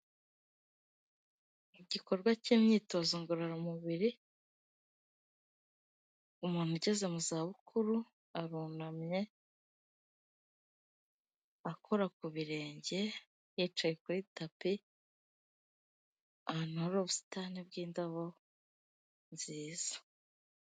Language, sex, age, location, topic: Kinyarwanda, female, 25-35, Kigali, health